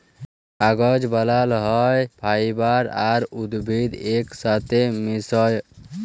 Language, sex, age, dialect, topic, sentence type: Bengali, male, 18-24, Jharkhandi, agriculture, statement